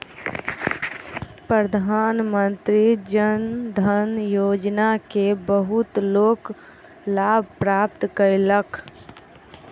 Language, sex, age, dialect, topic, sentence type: Maithili, female, 25-30, Southern/Standard, banking, statement